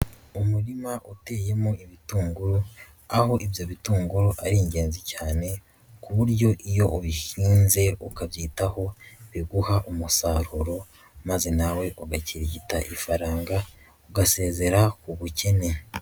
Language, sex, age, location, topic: Kinyarwanda, female, 18-24, Nyagatare, agriculture